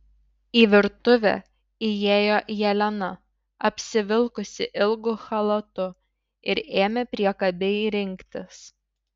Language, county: Lithuanian, Šiauliai